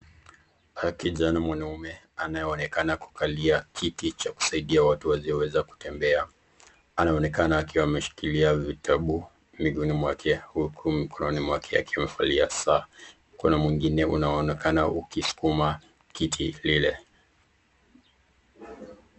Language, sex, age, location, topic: Swahili, male, 36-49, Nakuru, education